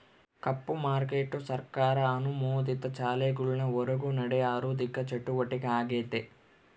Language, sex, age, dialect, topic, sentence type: Kannada, male, 25-30, Central, banking, statement